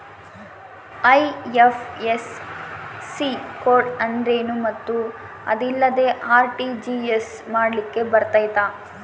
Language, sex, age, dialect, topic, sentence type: Kannada, female, 18-24, Central, banking, question